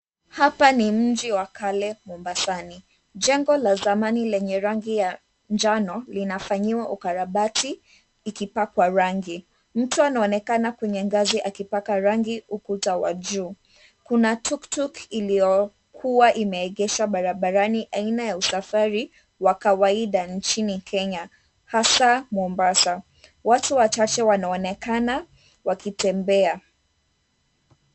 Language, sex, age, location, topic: Swahili, female, 18-24, Mombasa, government